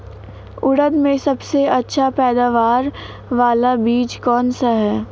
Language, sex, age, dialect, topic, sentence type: Hindi, female, 18-24, Awadhi Bundeli, agriculture, question